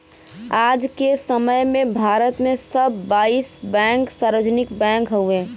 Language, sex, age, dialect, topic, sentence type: Bhojpuri, female, 18-24, Western, banking, statement